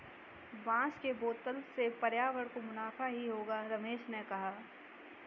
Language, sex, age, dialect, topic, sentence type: Hindi, female, 18-24, Kanauji Braj Bhasha, banking, statement